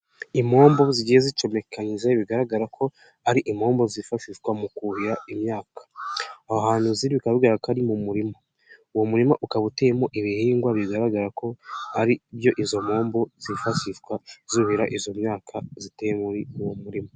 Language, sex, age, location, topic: Kinyarwanda, male, 18-24, Nyagatare, agriculture